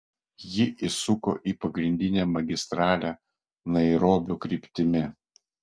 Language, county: Lithuanian, Vilnius